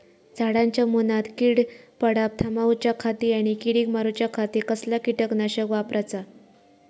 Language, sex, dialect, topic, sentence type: Marathi, female, Southern Konkan, agriculture, question